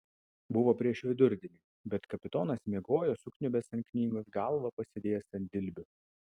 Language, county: Lithuanian, Vilnius